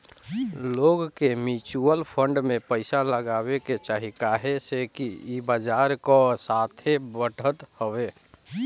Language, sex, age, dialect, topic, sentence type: Bhojpuri, female, 25-30, Northern, banking, statement